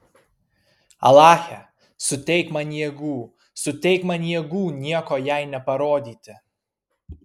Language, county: Lithuanian, Kaunas